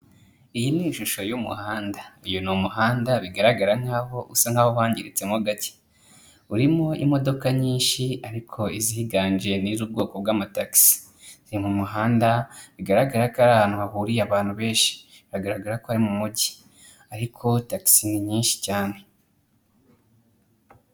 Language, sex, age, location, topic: Kinyarwanda, male, 25-35, Kigali, government